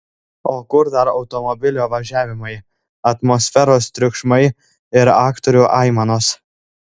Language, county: Lithuanian, Klaipėda